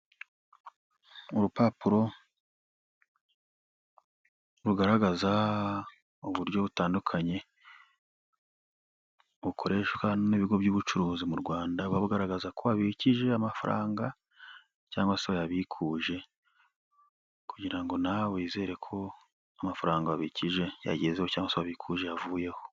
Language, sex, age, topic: Kinyarwanda, male, 25-35, finance